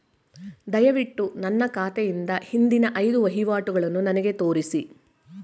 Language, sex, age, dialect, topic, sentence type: Kannada, female, 41-45, Mysore Kannada, banking, statement